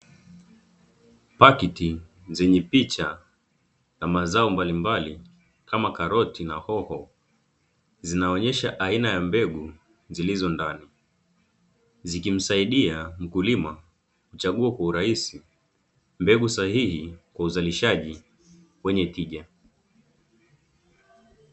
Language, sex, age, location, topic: Swahili, male, 25-35, Dar es Salaam, agriculture